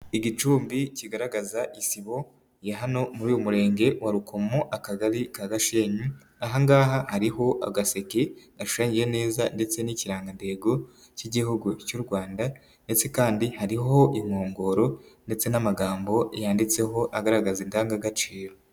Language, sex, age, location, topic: Kinyarwanda, male, 18-24, Nyagatare, government